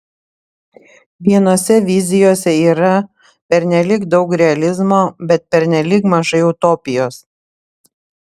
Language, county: Lithuanian, Panevėžys